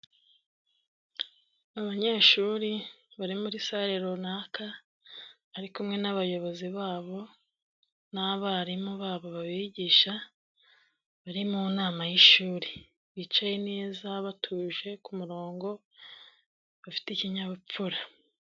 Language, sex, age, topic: Kinyarwanda, female, 25-35, education